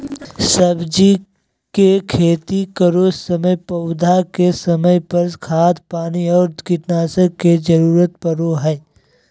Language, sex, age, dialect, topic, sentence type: Magahi, male, 56-60, Southern, agriculture, statement